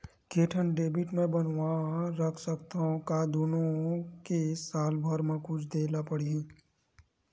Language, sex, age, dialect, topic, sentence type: Chhattisgarhi, male, 46-50, Western/Budati/Khatahi, banking, question